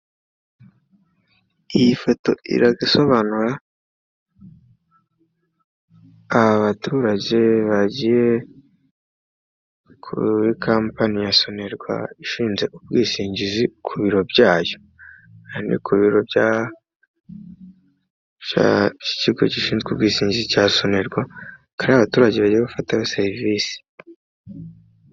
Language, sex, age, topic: Kinyarwanda, male, 25-35, finance